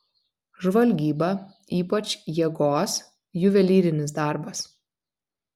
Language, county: Lithuanian, Vilnius